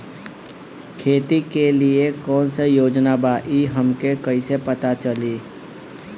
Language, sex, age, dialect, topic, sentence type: Bhojpuri, female, 18-24, Northern, banking, question